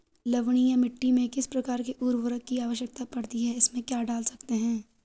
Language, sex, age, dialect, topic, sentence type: Hindi, female, 41-45, Garhwali, agriculture, question